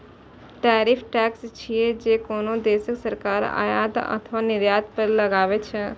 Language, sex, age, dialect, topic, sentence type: Maithili, female, 18-24, Eastern / Thethi, banking, statement